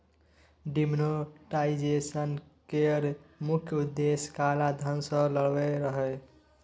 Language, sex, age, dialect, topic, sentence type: Maithili, male, 51-55, Bajjika, banking, statement